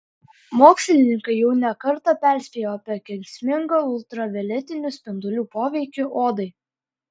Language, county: Lithuanian, Klaipėda